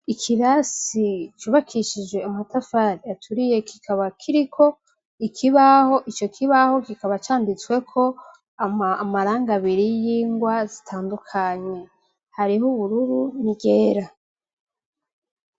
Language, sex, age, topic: Rundi, female, 25-35, education